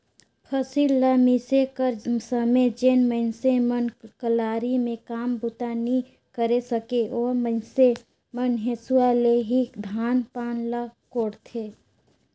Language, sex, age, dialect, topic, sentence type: Chhattisgarhi, female, 36-40, Northern/Bhandar, agriculture, statement